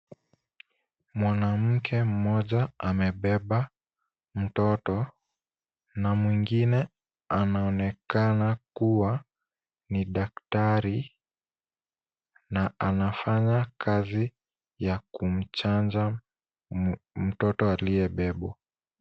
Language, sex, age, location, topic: Swahili, male, 18-24, Nairobi, health